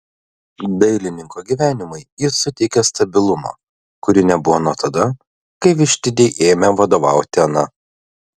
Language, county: Lithuanian, Klaipėda